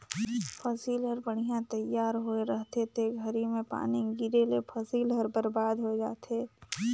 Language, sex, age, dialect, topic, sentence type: Chhattisgarhi, female, 41-45, Northern/Bhandar, agriculture, statement